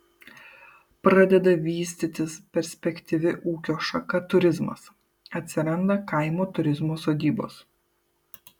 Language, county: Lithuanian, Kaunas